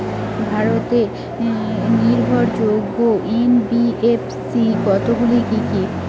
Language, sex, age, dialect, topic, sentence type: Bengali, female, 18-24, Rajbangshi, banking, question